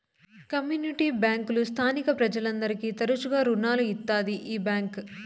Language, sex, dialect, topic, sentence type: Telugu, female, Southern, banking, statement